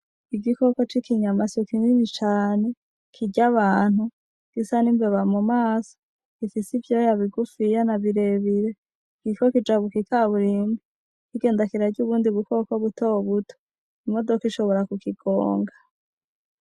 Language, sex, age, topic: Rundi, female, 25-35, agriculture